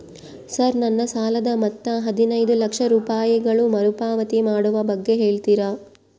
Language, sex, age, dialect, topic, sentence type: Kannada, female, 25-30, Central, banking, question